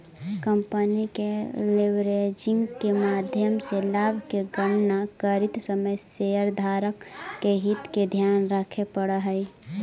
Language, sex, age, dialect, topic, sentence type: Magahi, female, 18-24, Central/Standard, banking, statement